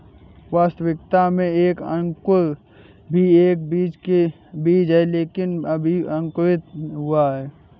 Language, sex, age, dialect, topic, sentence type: Hindi, male, 18-24, Awadhi Bundeli, agriculture, statement